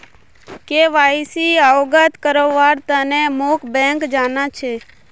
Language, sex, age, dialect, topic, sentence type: Magahi, female, 18-24, Northeastern/Surjapuri, banking, statement